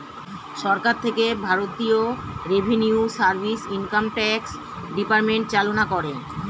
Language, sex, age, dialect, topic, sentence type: Bengali, male, 36-40, Standard Colloquial, banking, statement